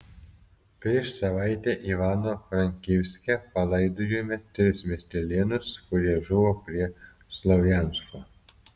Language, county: Lithuanian, Telšiai